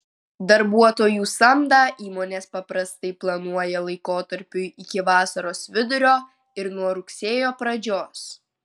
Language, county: Lithuanian, Vilnius